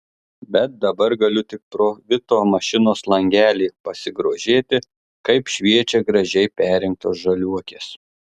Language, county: Lithuanian, Telšiai